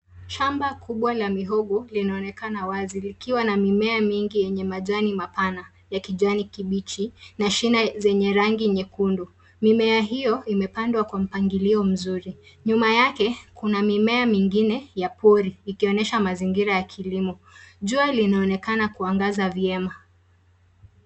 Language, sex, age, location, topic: Swahili, female, 25-35, Nairobi, health